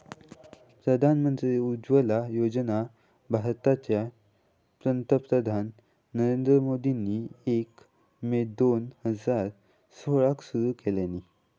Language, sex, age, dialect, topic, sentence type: Marathi, male, 18-24, Southern Konkan, agriculture, statement